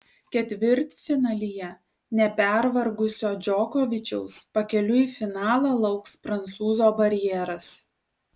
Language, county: Lithuanian, Alytus